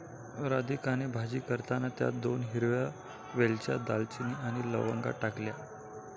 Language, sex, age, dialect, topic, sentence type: Marathi, male, 25-30, Standard Marathi, agriculture, statement